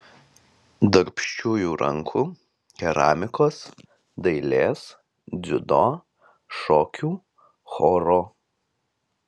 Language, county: Lithuanian, Vilnius